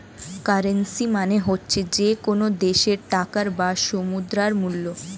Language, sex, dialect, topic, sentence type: Bengali, female, Standard Colloquial, banking, statement